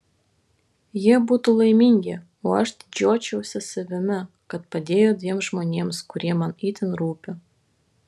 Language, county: Lithuanian, Vilnius